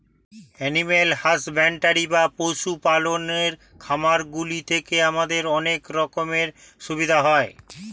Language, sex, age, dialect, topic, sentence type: Bengali, male, 46-50, Standard Colloquial, agriculture, statement